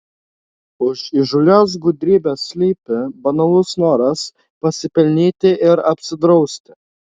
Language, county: Lithuanian, Šiauliai